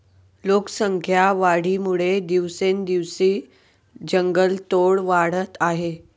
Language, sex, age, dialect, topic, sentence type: Marathi, male, 18-24, Northern Konkan, agriculture, statement